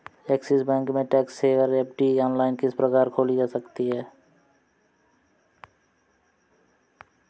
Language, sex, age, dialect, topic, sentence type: Hindi, male, 25-30, Awadhi Bundeli, banking, statement